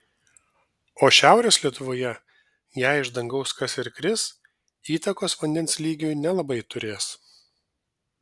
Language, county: Lithuanian, Vilnius